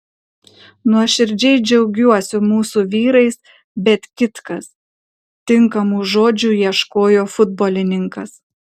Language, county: Lithuanian, Kaunas